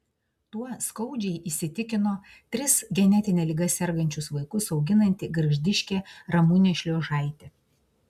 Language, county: Lithuanian, Klaipėda